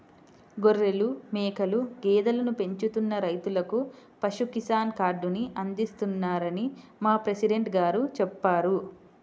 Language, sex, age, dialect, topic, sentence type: Telugu, female, 25-30, Central/Coastal, agriculture, statement